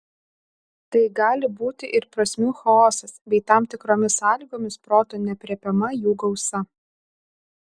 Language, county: Lithuanian, Alytus